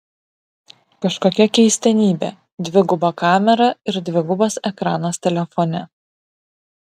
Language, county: Lithuanian, Vilnius